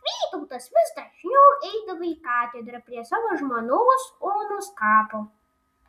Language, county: Lithuanian, Vilnius